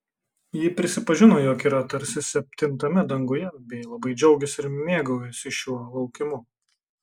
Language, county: Lithuanian, Kaunas